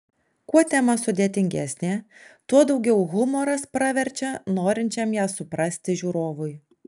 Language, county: Lithuanian, Alytus